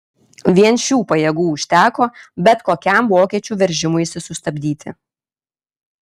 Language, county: Lithuanian, Kaunas